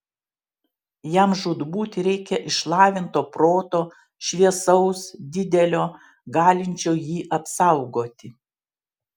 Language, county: Lithuanian, Šiauliai